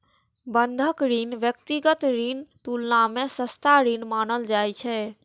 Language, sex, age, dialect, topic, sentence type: Maithili, female, 18-24, Eastern / Thethi, banking, statement